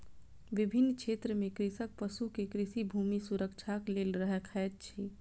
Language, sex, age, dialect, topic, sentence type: Maithili, female, 25-30, Southern/Standard, agriculture, statement